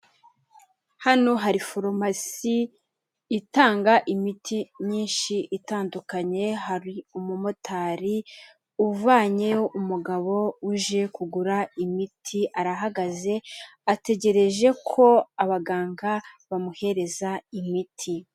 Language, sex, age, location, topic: Kinyarwanda, female, 18-24, Kigali, health